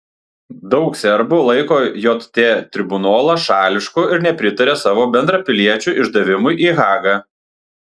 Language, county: Lithuanian, Panevėžys